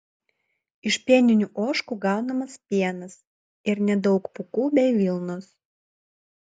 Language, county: Lithuanian, Utena